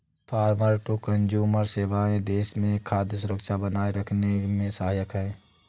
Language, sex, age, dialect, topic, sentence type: Hindi, male, 18-24, Awadhi Bundeli, agriculture, statement